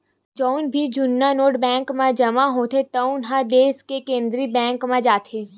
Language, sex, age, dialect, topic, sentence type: Chhattisgarhi, female, 18-24, Western/Budati/Khatahi, banking, statement